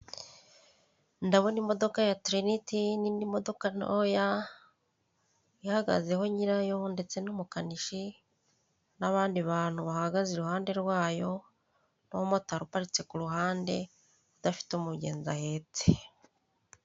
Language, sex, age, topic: Kinyarwanda, female, 36-49, government